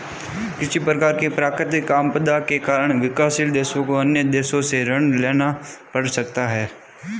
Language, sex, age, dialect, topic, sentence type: Hindi, male, 25-30, Marwari Dhudhari, banking, statement